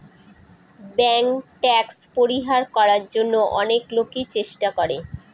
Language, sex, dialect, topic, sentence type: Bengali, female, Northern/Varendri, banking, statement